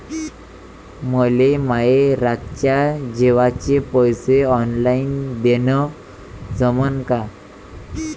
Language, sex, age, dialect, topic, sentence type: Marathi, male, 18-24, Varhadi, banking, question